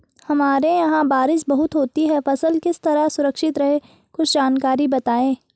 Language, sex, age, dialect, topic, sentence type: Hindi, female, 18-24, Marwari Dhudhari, agriculture, question